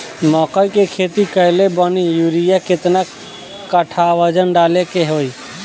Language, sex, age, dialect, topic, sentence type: Bhojpuri, male, 25-30, Southern / Standard, agriculture, question